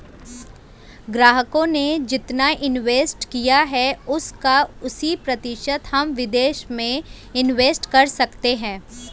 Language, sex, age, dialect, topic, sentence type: Hindi, female, 25-30, Hindustani Malvi Khadi Boli, banking, statement